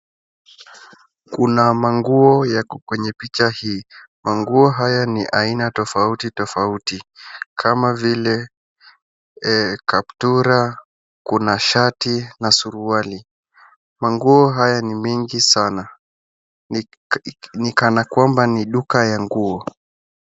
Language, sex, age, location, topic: Swahili, male, 36-49, Wajir, finance